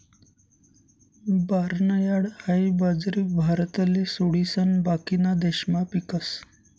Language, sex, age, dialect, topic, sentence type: Marathi, male, 25-30, Northern Konkan, agriculture, statement